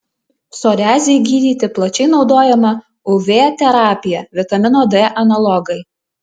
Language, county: Lithuanian, Alytus